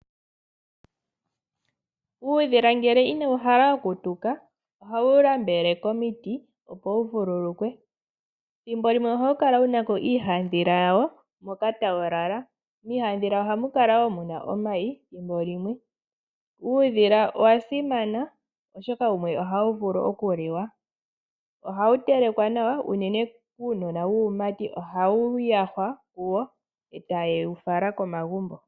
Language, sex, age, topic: Oshiwambo, female, 18-24, agriculture